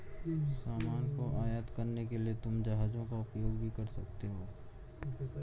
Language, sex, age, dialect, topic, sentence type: Hindi, male, 51-55, Garhwali, banking, statement